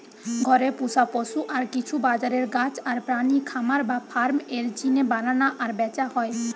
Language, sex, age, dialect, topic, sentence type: Bengali, female, 18-24, Western, agriculture, statement